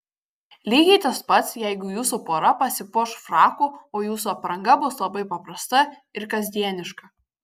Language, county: Lithuanian, Kaunas